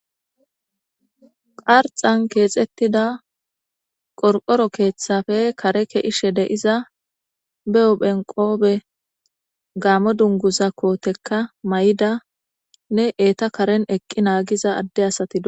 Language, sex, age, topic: Gamo, female, 25-35, government